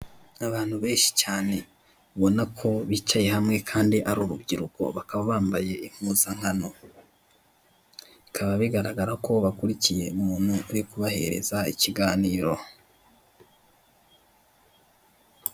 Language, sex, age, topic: Kinyarwanda, male, 18-24, government